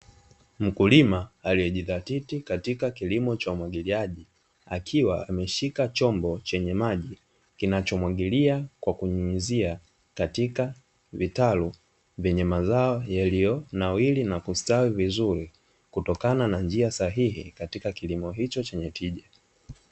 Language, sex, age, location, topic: Swahili, male, 25-35, Dar es Salaam, agriculture